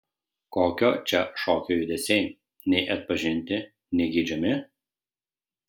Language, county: Lithuanian, Šiauliai